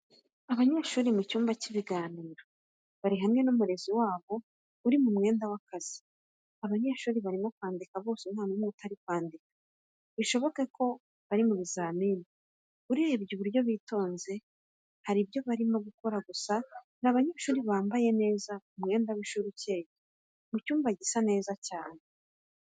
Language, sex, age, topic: Kinyarwanda, female, 25-35, education